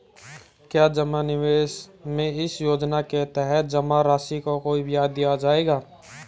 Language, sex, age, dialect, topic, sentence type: Hindi, male, 18-24, Marwari Dhudhari, banking, question